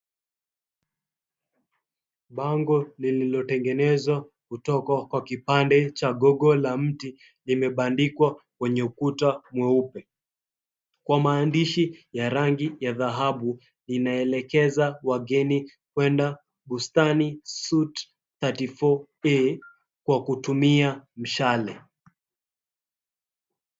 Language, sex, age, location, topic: Swahili, male, 25-35, Mombasa, government